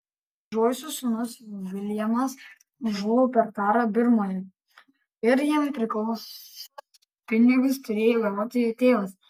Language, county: Lithuanian, Kaunas